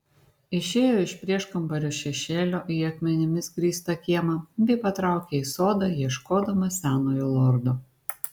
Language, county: Lithuanian, Šiauliai